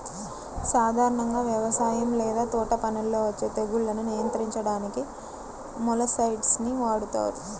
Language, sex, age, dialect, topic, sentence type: Telugu, female, 25-30, Central/Coastal, agriculture, statement